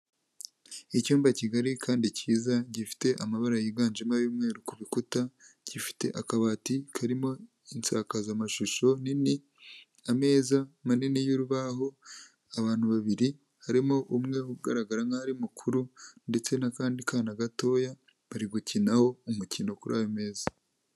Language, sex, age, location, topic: Kinyarwanda, male, 25-35, Kigali, health